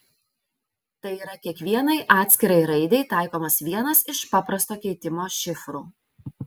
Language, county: Lithuanian, Vilnius